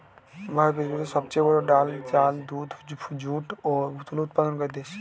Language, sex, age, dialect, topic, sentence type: Bengali, male, 18-24, Standard Colloquial, agriculture, statement